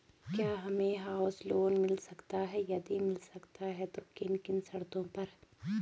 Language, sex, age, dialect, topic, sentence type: Hindi, female, 18-24, Garhwali, banking, question